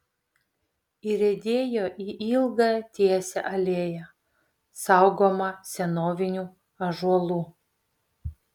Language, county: Lithuanian, Vilnius